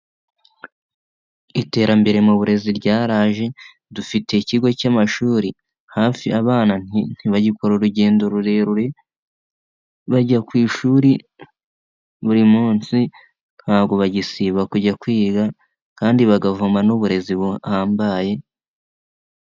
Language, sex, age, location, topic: Kinyarwanda, male, 18-24, Nyagatare, education